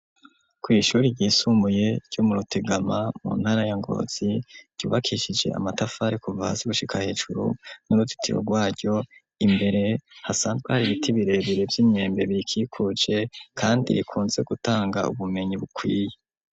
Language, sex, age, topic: Rundi, male, 25-35, education